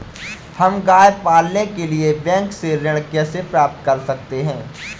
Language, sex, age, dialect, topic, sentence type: Hindi, female, 18-24, Awadhi Bundeli, banking, question